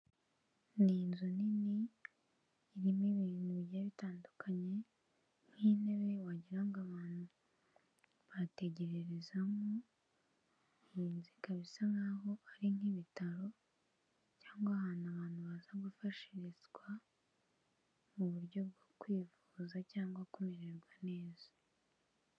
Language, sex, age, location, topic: Kinyarwanda, female, 18-24, Kigali, health